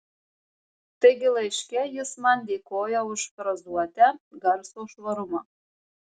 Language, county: Lithuanian, Marijampolė